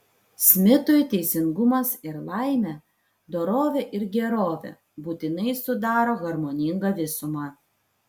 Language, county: Lithuanian, Vilnius